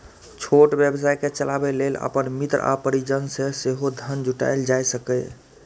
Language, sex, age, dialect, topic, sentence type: Maithili, male, 25-30, Eastern / Thethi, banking, statement